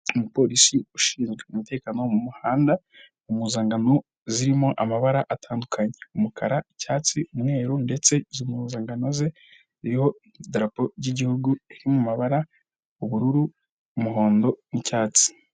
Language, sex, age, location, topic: Kinyarwanda, male, 25-35, Kigali, government